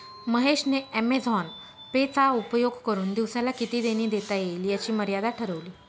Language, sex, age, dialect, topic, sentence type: Marathi, female, 25-30, Northern Konkan, banking, statement